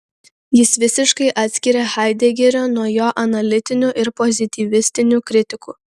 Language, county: Lithuanian, Kaunas